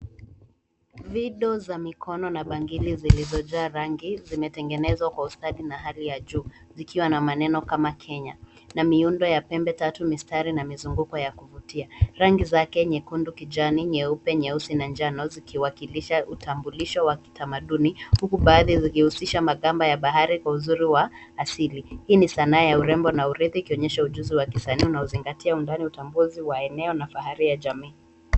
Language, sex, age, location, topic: Swahili, female, 18-24, Nairobi, finance